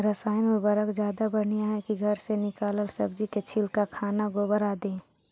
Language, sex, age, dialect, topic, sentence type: Magahi, male, 60-100, Central/Standard, agriculture, question